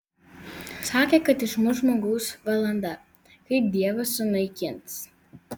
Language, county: Lithuanian, Vilnius